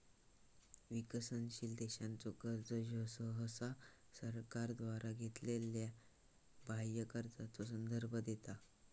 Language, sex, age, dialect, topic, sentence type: Marathi, male, 18-24, Southern Konkan, banking, statement